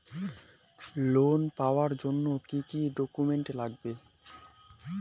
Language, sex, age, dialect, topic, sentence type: Bengali, male, 18-24, Rajbangshi, banking, question